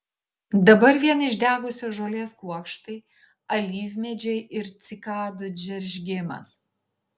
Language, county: Lithuanian, Šiauliai